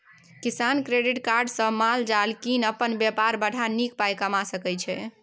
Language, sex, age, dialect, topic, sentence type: Maithili, female, 18-24, Bajjika, agriculture, statement